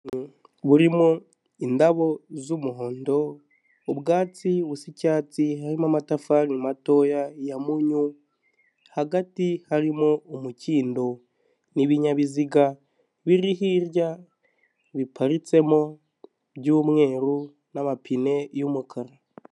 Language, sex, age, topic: Kinyarwanda, male, 25-35, government